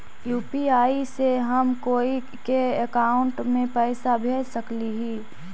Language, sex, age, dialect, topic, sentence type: Magahi, female, 25-30, Central/Standard, banking, question